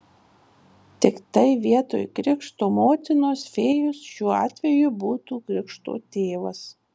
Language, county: Lithuanian, Marijampolė